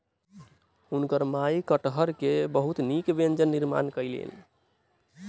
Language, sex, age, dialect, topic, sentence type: Maithili, male, 18-24, Southern/Standard, agriculture, statement